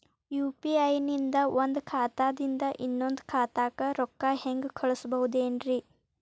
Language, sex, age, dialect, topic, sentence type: Kannada, female, 18-24, Dharwad Kannada, banking, question